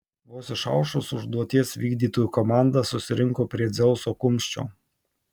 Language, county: Lithuanian, Tauragė